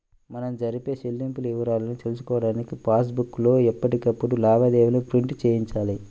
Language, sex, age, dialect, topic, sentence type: Telugu, male, 18-24, Central/Coastal, banking, statement